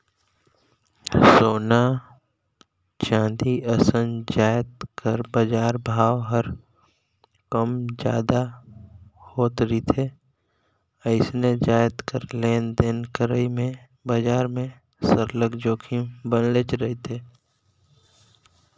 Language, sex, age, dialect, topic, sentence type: Chhattisgarhi, male, 25-30, Northern/Bhandar, banking, statement